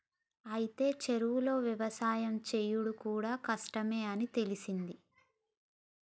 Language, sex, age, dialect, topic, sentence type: Telugu, female, 18-24, Telangana, agriculture, statement